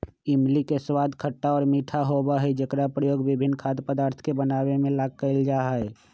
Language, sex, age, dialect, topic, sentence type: Magahi, male, 46-50, Western, agriculture, statement